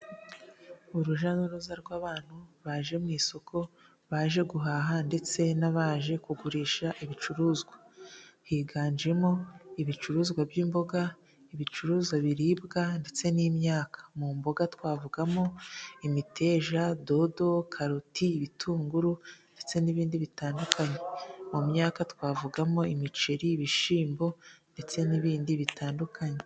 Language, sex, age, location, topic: Kinyarwanda, female, 25-35, Musanze, finance